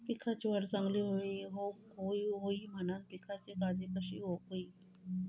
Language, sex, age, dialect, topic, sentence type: Marathi, female, 41-45, Southern Konkan, agriculture, question